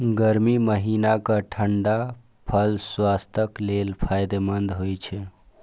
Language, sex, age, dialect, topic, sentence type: Maithili, male, 18-24, Eastern / Thethi, agriculture, statement